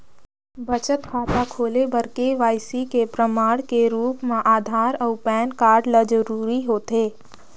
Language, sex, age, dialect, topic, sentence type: Chhattisgarhi, female, 60-100, Northern/Bhandar, banking, statement